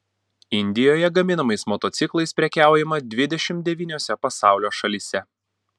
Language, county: Lithuanian, Panevėžys